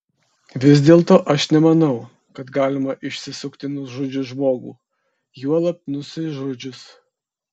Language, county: Lithuanian, Kaunas